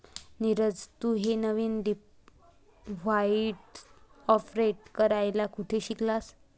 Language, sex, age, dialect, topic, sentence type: Marathi, female, 18-24, Varhadi, agriculture, statement